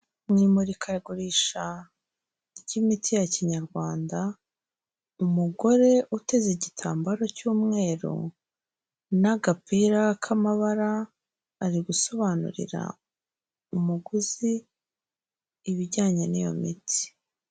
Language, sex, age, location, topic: Kinyarwanda, female, 36-49, Kigali, health